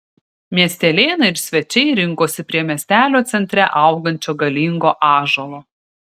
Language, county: Lithuanian, Šiauliai